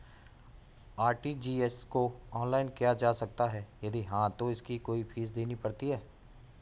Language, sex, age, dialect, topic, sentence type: Hindi, male, 41-45, Garhwali, banking, question